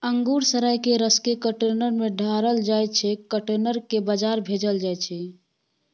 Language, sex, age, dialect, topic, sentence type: Maithili, female, 18-24, Bajjika, agriculture, statement